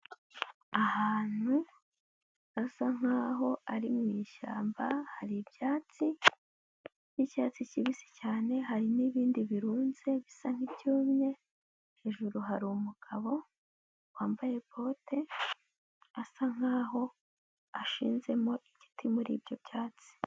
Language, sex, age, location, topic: Kinyarwanda, female, 18-24, Huye, agriculture